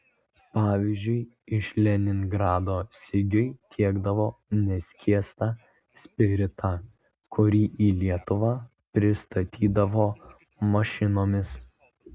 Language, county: Lithuanian, Vilnius